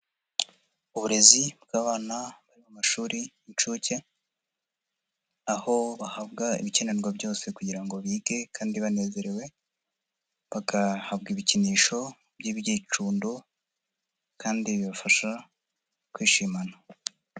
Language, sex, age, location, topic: Kinyarwanda, female, 50+, Nyagatare, education